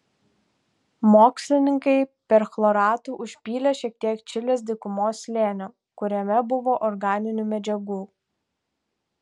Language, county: Lithuanian, Tauragė